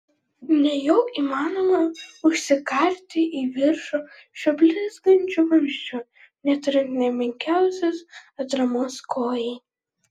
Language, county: Lithuanian, Klaipėda